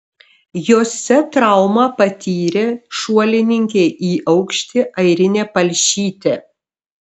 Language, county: Lithuanian, Šiauliai